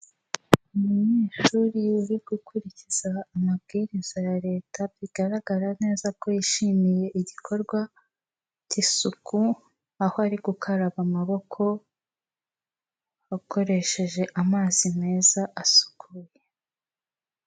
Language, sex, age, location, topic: Kinyarwanda, female, 18-24, Kigali, health